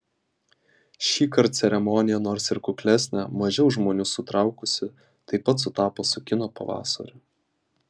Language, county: Lithuanian, Vilnius